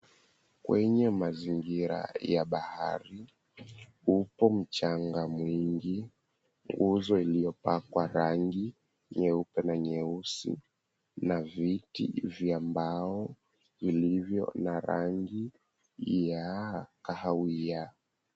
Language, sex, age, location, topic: Swahili, male, 18-24, Mombasa, government